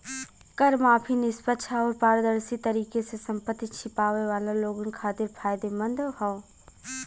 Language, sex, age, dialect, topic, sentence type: Bhojpuri, female, 25-30, Western, banking, statement